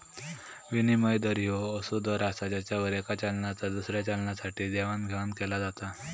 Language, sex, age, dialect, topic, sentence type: Marathi, male, 18-24, Southern Konkan, banking, statement